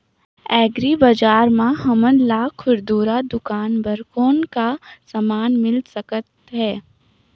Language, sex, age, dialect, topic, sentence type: Chhattisgarhi, female, 18-24, Northern/Bhandar, agriculture, question